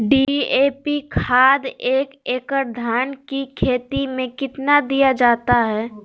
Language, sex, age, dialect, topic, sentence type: Magahi, female, 18-24, Southern, agriculture, question